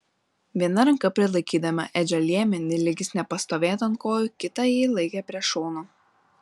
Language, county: Lithuanian, Panevėžys